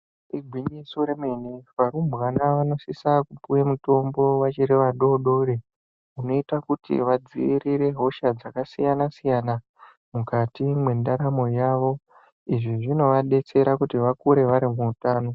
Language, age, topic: Ndau, 18-24, health